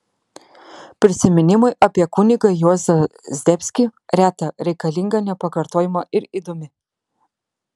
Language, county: Lithuanian, Vilnius